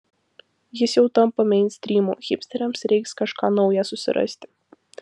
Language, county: Lithuanian, Vilnius